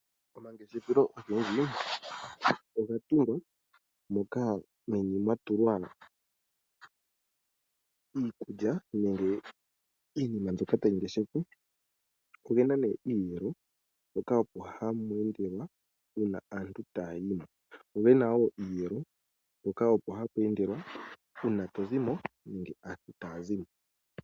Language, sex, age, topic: Oshiwambo, male, 25-35, finance